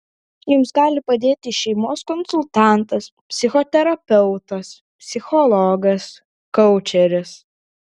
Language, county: Lithuanian, Klaipėda